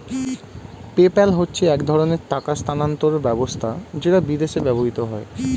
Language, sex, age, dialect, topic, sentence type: Bengali, male, 18-24, Standard Colloquial, banking, statement